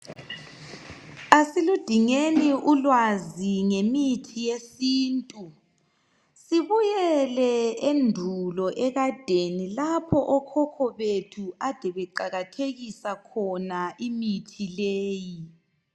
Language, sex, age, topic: North Ndebele, female, 25-35, health